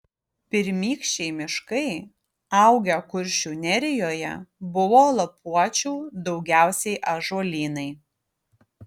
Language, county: Lithuanian, Utena